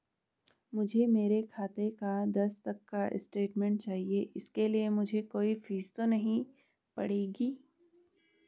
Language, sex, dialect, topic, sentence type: Hindi, female, Garhwali, banking, question